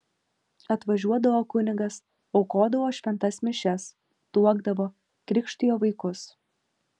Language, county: Lithuanian, Vilnius